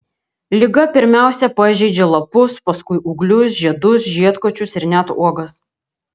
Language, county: Lithuanian, Kaunas